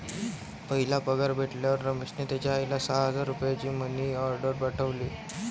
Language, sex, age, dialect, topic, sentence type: Marathi, male, 18-24, Varhadi, banking, statement